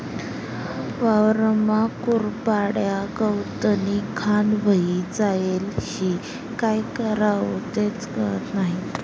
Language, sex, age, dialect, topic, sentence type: Marathi, female, 18-24, Northern Konkan, agriculture, statement